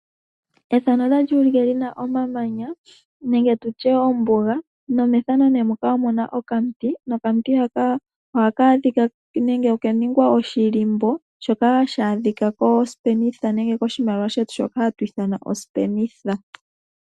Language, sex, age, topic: Oshiwambo, female, 18-24, agriculture